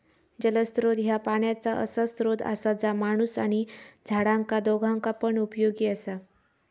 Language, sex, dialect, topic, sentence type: Marathi, female, Southern Konkan, agriculture, statement